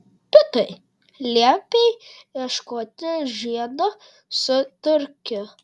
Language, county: Lithuanian, Šiauliai